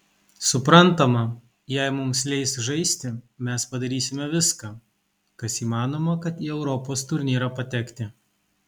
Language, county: Lithuanian, Kaunas